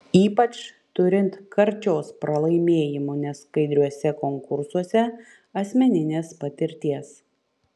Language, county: Lithuanian, Panevėžys